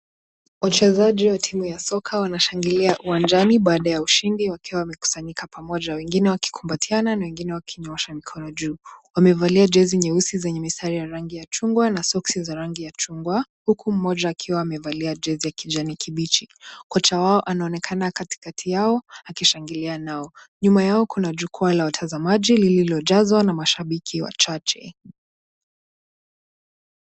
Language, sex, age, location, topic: Swahili, female, 18-24, Nakuru, government